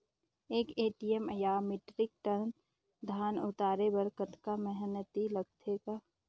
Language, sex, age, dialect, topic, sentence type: Chhattisgarhi, female, 56-60, Northern/Bhandar, agriculture, question